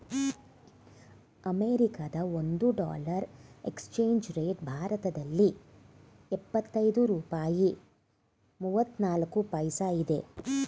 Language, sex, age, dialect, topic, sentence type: Kannada, female, 46-50, Mysore Kannada, banking, statement